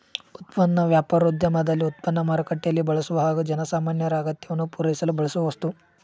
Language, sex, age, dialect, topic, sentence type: Kannada, male, 18-24, Mysore Kannada, banking, statement